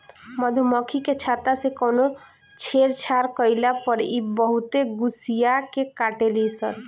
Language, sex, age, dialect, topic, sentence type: Bhojpuri, female, 18-24, Southern / Standard, agriculture, statement